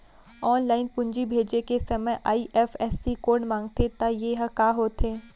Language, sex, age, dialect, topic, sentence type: Chhattisgarhi, female, 18-24, Central, banking, question